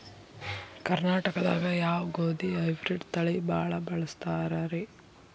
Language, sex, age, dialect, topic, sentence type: Kannada, female, 31-35, Dharwad Kannada, agriculture, question